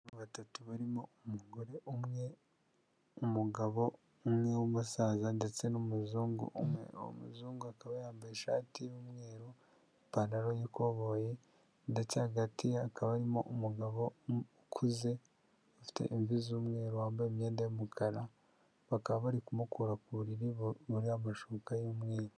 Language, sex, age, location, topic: Kinyarwanda, male, 36-49, Huye, health